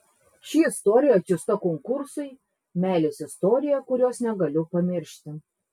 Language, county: Lithuanian, Klaipėda